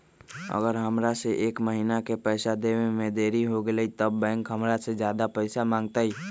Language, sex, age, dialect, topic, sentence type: Magahi, male, 31-35, Western, banking, question